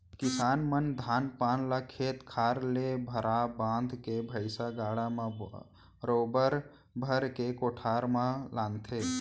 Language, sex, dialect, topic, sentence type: Chhattisgarhi, male, Central, agriculture, statement